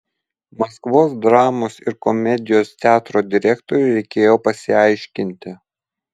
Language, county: Lithuanian, Vilnius